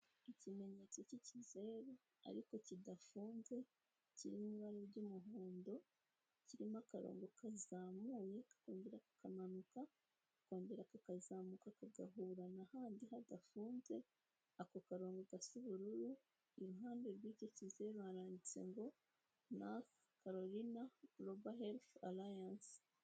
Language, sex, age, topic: Kinyarwanda, female, 18-24, health